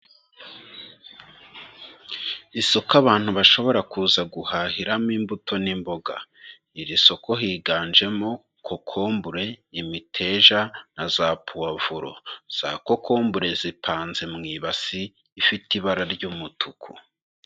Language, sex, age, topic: Kinyarwanda, male, 25-35, agriculture